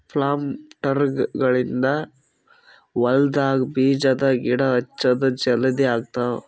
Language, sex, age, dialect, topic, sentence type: Kannada, male, 25-30, Northeastern, agriculture, statement